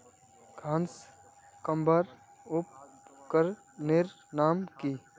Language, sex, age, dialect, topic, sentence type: Magahi, male, 18-24, Northeastern/Surjapuri, agriculture, question